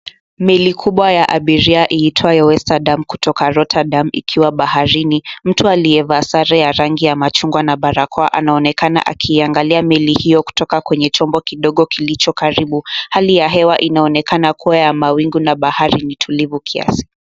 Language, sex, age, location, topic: Swahili, female, 18-24, Mombasa, government